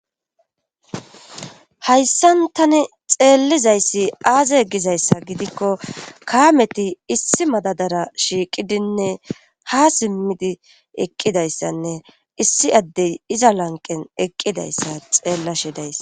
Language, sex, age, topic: Gamo, female, 18-24, government